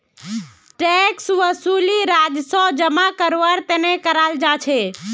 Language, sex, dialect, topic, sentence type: Magahi, female, Northeastern/Surjapuri, banking, statement